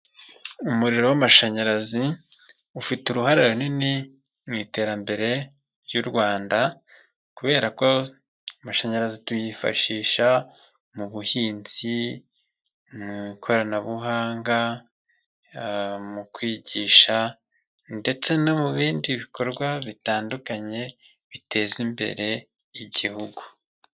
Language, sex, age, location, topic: Kinyarwanda, male, 25-35, Nyagatare, government